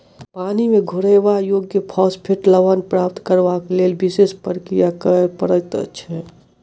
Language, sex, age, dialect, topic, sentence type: Maithili, male, 18-24, Southern/Standard, agriculture, statement